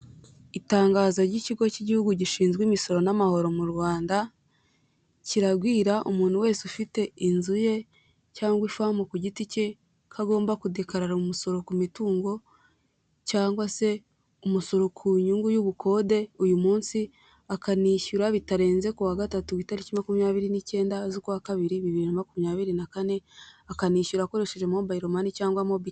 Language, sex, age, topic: Kinyarwanda, female, 18-24, government